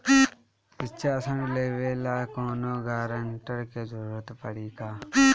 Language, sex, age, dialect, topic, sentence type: Bhojpuri, male, 18-24, Northern, banking, question